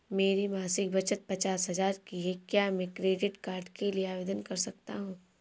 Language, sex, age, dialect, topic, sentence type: Hindi, female, 18-24, Awadhi Bundeli, banking, question